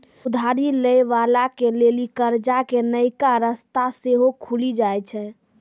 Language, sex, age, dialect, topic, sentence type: Maithili, female, 18-24, Angika, banking, statement